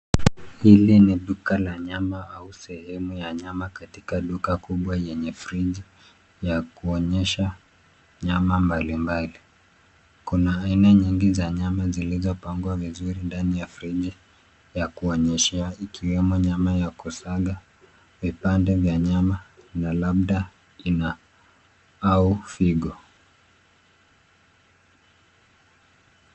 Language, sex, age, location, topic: Swahili, male, 25-35, Nairobi, finance